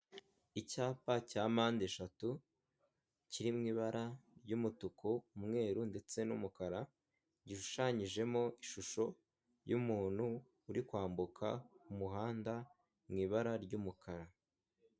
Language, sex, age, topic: Kinyarwanda, male, 18-24, government